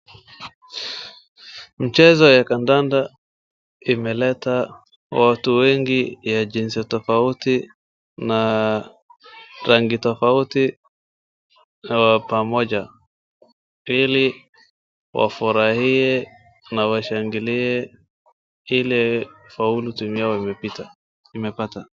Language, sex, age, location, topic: Swahili, male, 18-24, Wajir, government